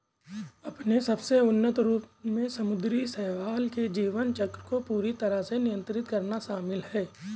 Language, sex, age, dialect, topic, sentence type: Hindi, male, 18-24, Awadhi Bundeli, agriculture, statement